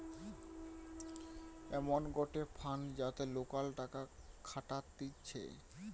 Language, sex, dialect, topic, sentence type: Bengali, male, Western, banking, statement